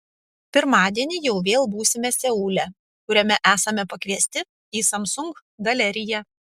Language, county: Lithuanian, Panevėžys